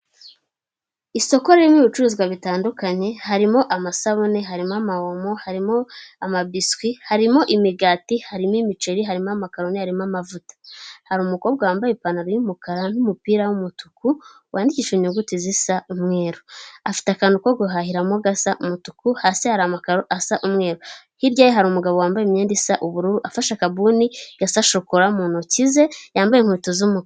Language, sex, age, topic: Kinyarwanda, female, 18-24, finance